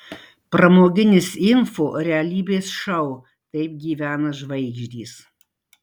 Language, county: Lithuanian, Marijampolė